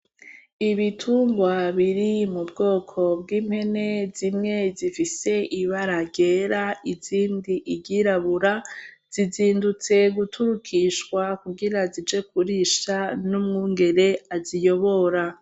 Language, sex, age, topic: Rundi, female, 25-35, agriculture